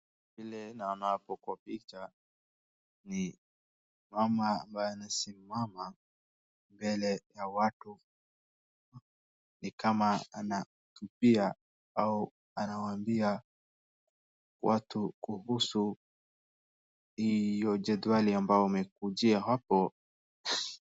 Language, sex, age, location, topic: Swahili, male, 18-24, Wajir, government